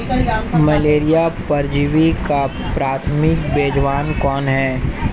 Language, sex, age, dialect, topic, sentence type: Hindi, male, 18-24, Hindustani Malvi Khadi Boli, agriculture, question